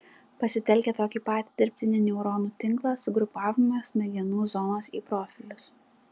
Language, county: Lithuanian, Klaipėda